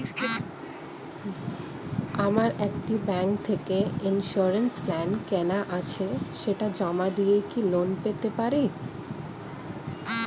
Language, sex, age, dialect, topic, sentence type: Bengali, female, 25-30, Standard Colloquial, banking, question